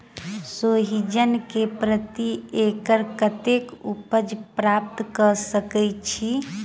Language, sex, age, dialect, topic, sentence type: Maithili, female, 25-30, Southern/Standard, agriculture, question